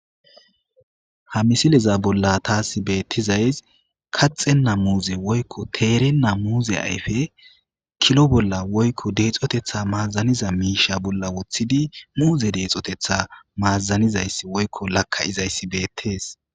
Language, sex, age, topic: Gamo, male, 25-35, agriculture